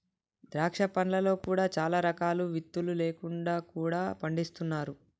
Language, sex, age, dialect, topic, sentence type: Telugu, male, 18-24, Telangana, agriculture, statement